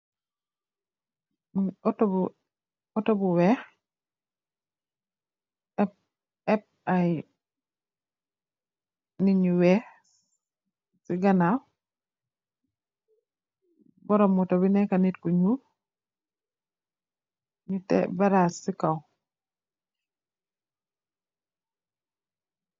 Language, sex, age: Wolof, female, 36-49